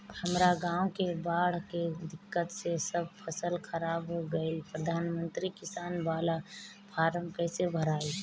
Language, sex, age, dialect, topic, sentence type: Bhojpuri, female, 25-30, Northern, banking, question